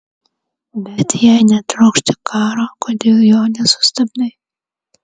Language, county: Lithuanian, Vilnius